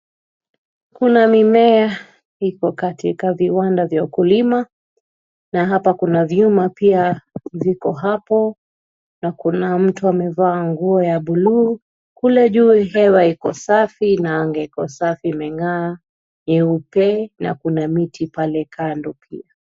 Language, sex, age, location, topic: Swahili, female, 36-49, Nairobi, agriculture